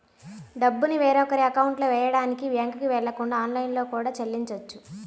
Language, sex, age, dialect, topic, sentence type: Telugu, female, 18-24, Central/Coastal, banking, statement